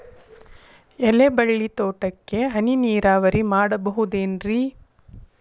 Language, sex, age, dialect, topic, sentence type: Kannada, female, 41-45, Dharwad Kannada, agriculture, question